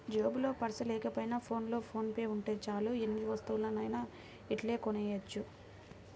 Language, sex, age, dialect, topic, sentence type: Telugu, female, 18-24, Central/Coastal, banking, statement